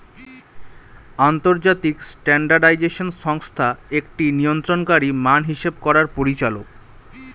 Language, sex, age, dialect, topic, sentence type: Bengali, male, 25-30, Standard Colloquial, banking, statement